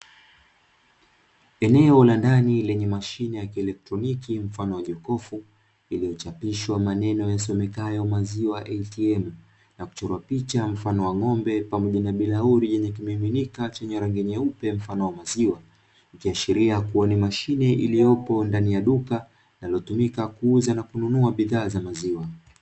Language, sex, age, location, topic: Swahili, male, 25-35, Dar es Salaam, finance